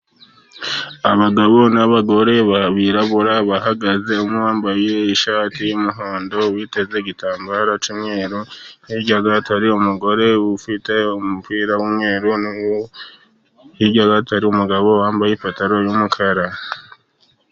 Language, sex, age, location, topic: Kinyarwanda, male, 50+, Musanze, agriculture